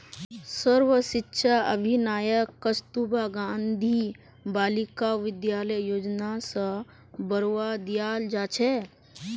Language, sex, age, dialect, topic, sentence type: Magahi, female, 18-24, Northeastern/Surjapuri, banking, statement